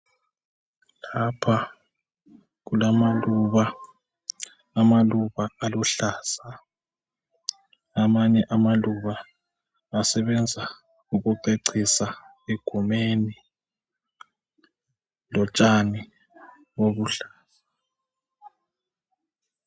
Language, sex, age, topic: North Ndebele, male, 18-24, health